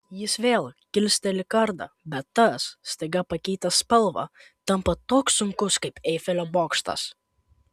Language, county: Lithuanian, Kaunas